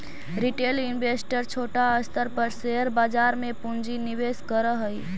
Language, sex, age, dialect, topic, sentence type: Magahi, female, 25-30, Central/Standard, banking, statement